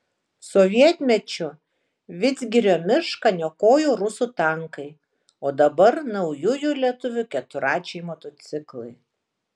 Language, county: Lithuanian, Kaunas